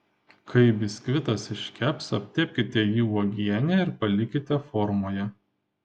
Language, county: Lithuanian, Panevėžys